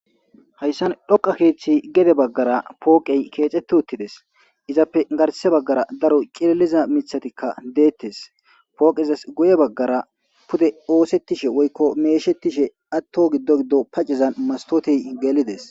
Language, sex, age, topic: Gamo, male, 25-35, government